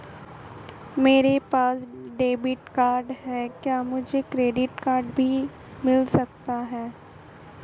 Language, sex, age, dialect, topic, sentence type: Hindi, female, 18-24, Marwari Dhudhari, banking, question